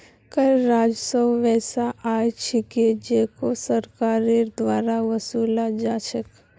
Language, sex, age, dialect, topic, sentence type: Magahi, female, 51-55, Northeastern/Surjapuri, banking, statement